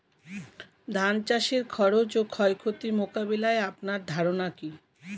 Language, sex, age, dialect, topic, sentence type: Bengali, female, 51-55, Standard Colloquial, agriculture, question